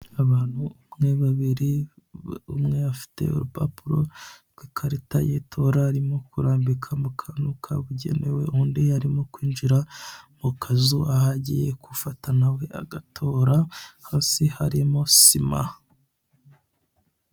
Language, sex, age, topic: Kinyarwanda, male, 25-35, government